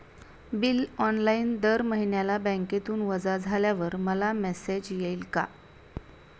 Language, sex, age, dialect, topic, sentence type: Marathi, female, 31-35, Standard Marathi, banking, question